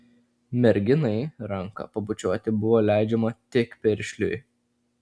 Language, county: Lithuanian, Klaipėda